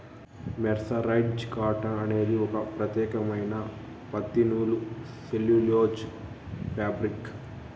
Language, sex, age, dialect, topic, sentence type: Telugu, male, 31-35, Southern, agriculture, statement